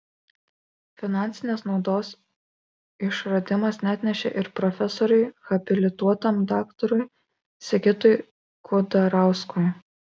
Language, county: Lithuanian, Kaunas